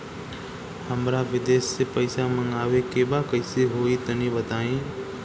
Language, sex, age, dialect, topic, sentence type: Bhojpuri, male, 18-24, Southern / Standard, banking, question